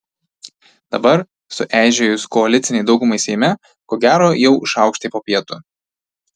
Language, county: Lithuanian, Tauragė